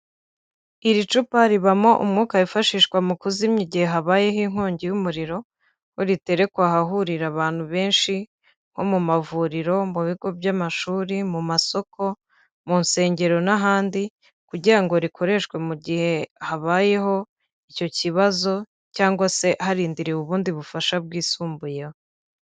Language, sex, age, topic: Kinyarwanda, female, 25-35, government